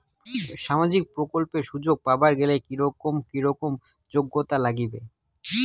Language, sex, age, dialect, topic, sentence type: Bengali, male, 18-24, Rajbangshi, banking, question